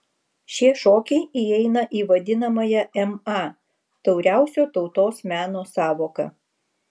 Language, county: Lithuanian, Vilnius